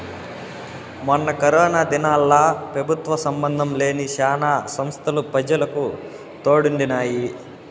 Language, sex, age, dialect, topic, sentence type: Telugu, male, 18-24, Southern, banking, statement